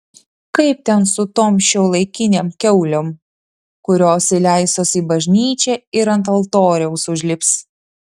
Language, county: Lithuanian, Vilnius